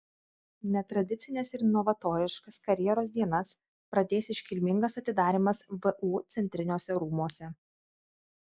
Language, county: Lithuanian, Kaunas